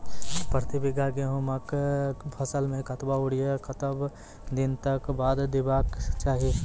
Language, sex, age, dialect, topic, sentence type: Maithili, male, 18-24, Angika, agriculture, question